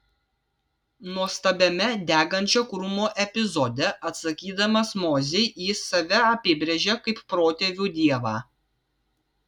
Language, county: Lithuanian, Vilnius